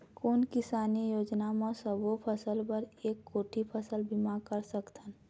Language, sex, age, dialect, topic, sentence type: Chhattisgarhi, female, 36-40, Eastern, agriculture, question